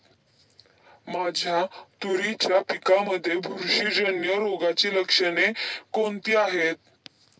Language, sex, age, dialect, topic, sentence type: Marathi, male, 18-24, Standard Marathi, agriculture, question